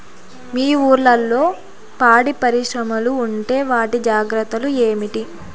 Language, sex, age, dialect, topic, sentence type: Telugu, female, 18-24, Southern, agriculture, question